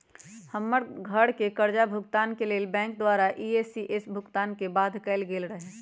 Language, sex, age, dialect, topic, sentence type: Magahi, female, 31-35, Western, banking, statement